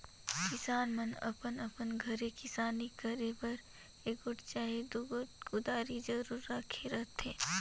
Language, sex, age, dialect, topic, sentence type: Chhattisgarhi, female, 18-24, Northern/Bhandar, agriculture, statement